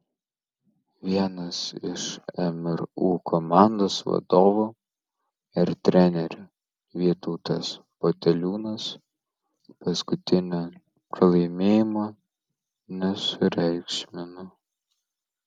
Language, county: Lithuanian, Vilnius